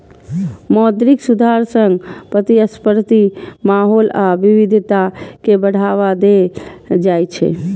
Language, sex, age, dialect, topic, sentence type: Maithili, female, 25-30, Eastern / Thethi, banking, statement